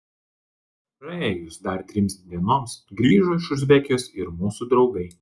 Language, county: Lithuanian, Klaipėda